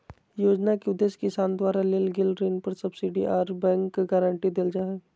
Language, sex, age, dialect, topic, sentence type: Magahi, male, 25-30, Southern, agriculture, statement